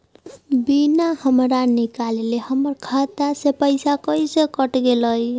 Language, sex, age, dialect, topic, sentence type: Magahi, female, 51-55, Southern, banking, question